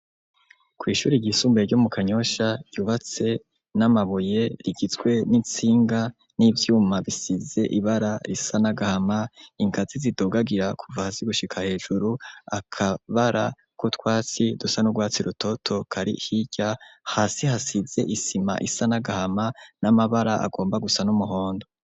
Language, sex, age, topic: Rundi, male, 25-35, education